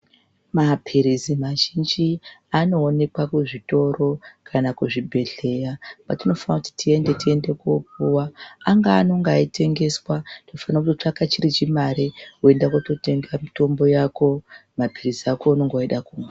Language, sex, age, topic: Ndau, female, 36-49, health